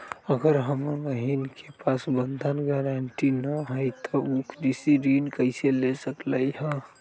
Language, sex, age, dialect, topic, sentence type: Magahi, male, 36-40, Western, agriculture, statement